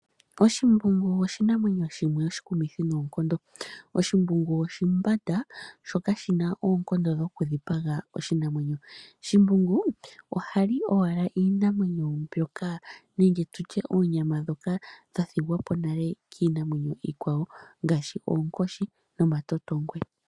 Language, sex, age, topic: Oshiwambo, female, 18-24, agriculture